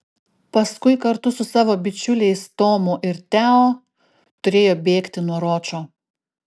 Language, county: Lithuanian, Klaipėda